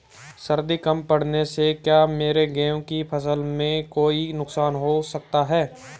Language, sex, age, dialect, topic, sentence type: Hindi, male, 18-24, Marwari Dhudhari, agriculture, question